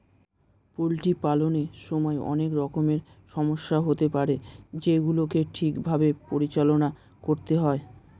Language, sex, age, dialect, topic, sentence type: Bengali, male, 18-24, Standard Colloquial, agriculture, statement